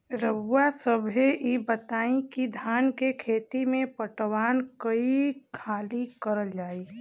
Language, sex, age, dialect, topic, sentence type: Bhojpuri, female, 25-30, Western, agriculture, question